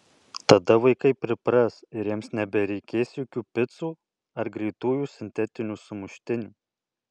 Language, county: Lithuanian, Alytus